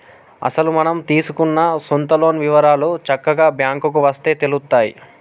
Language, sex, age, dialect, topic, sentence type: Telugu, male, 18-24, Telangana, banking, statement